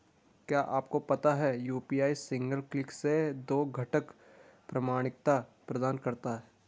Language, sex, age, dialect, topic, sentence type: Hindi, male, 25-30, Garhwali, banking, statement